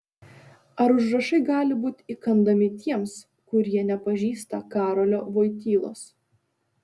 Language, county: Lithuanian, Vilnius